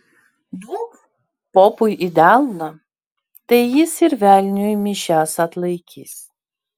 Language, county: Lithuanian, Vilnius